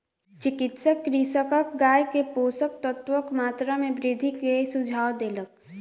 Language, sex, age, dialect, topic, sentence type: Maithili, female, 18-24, Southern/Standard, agriculture, statement